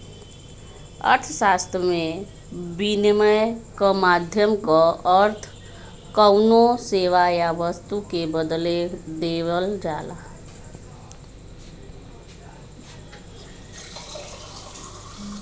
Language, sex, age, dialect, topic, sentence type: Bhojpuri, female, 18-24, Western, banking, statement